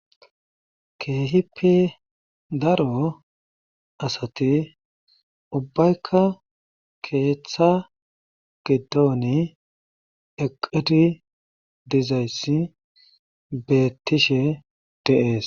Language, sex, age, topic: Gamo, male, 25-35, government